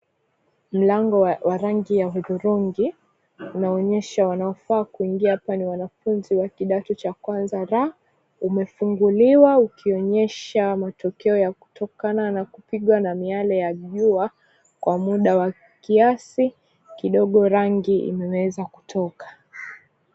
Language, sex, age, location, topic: Swahili, female, 25-35, Mombasa, education